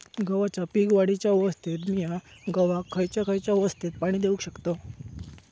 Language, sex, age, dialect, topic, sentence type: Marathi, male, 18-24, Southern Konkan, agriculture, question